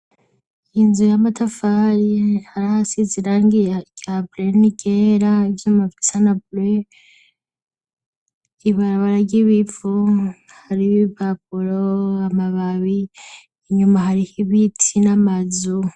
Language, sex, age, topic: Rundi, female, 25-35, education